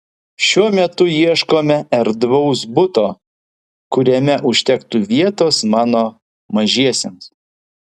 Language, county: Lithuanian, Vilnius